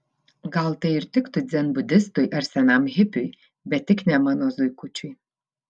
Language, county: Lithuanian, Vilnius